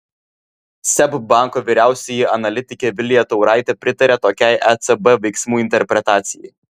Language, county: Lithuanian, Vilnius